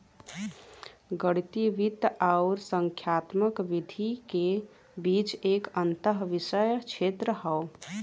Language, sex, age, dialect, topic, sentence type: Bhojpuri, female, 18-24, Western, banking, statement